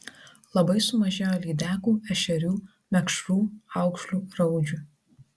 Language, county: Lithuanian, Marijampolė